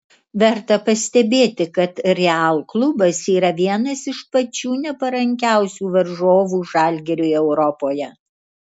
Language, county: Lithuanian, Kaunas